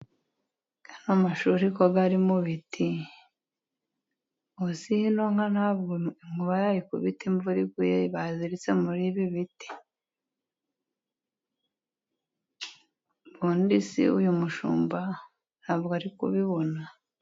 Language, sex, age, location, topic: Kinyarwanda, female, 25-35, Musanze, agriculture